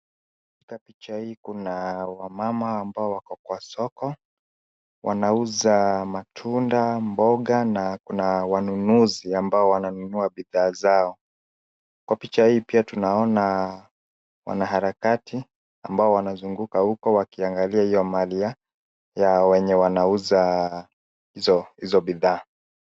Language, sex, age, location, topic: Swahili, male, 25-35, Nakuru, finance